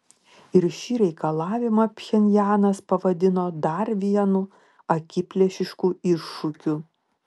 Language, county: Lithuanian, Klaipėda